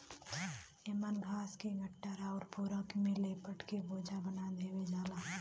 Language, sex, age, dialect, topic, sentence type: Bhojpuri, female, 25-30, Western, agriculture, statement